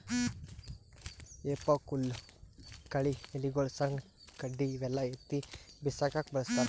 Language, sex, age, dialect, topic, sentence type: Kannada, male, 31-35, Northeastern, agriculture, statement